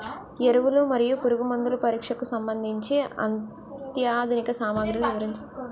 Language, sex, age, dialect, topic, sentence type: Telugu, female, 18-24, Utterandhra, agriculture, question